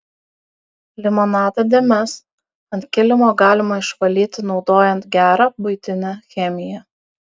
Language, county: Lithuanian, Kaunas